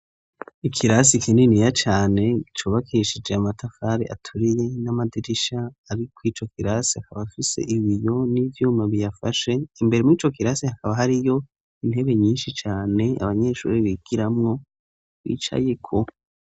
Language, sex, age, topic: Rundi, male, 18-24, education